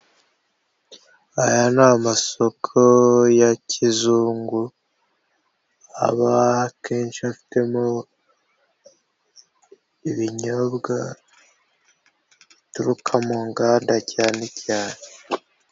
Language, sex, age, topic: Kinyarwanda, female, 25-35, finance